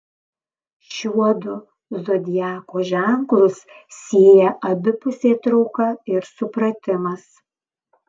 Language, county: Lithuanian, Panevėžys